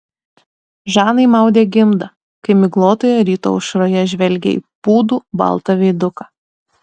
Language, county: Lithuanian, Tauragė